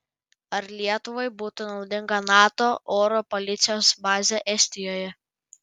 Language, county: Lithuanian, Panevėžys